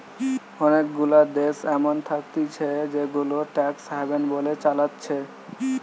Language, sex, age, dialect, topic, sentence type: Bengali, male, 18-24, Western, banking, statement